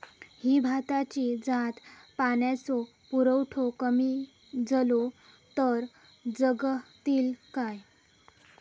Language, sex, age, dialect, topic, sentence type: Marathi, female, 18-24, Southern Konkan, agriculture, question